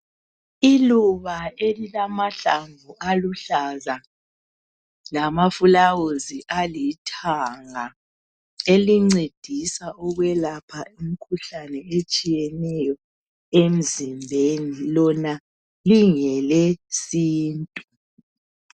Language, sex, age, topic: North Ndebele, female, 50+, health